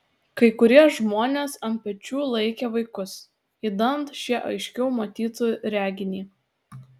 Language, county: Lithuanian, Utena